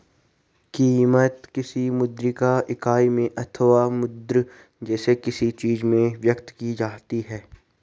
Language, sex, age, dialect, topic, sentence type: Hindi, male, 18-24, Garhwali, banking, statement